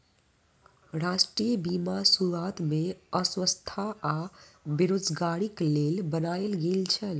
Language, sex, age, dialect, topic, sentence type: Maithili, female, 25-30, Southern/Standard, banking, statement